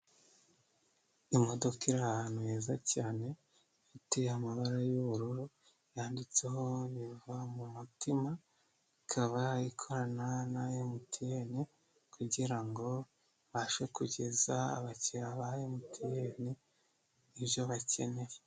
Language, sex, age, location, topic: Kinyarwanda, male, 25-35, Nyagatare, finance